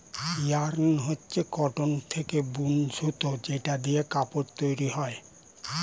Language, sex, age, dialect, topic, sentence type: Bengali, male, 60-100, Standard Colloquial, agriculture, statement